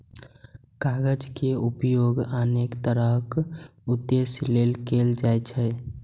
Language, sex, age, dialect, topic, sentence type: Maithili, male, 18-24, Eastern / Thethi, agriculture, statement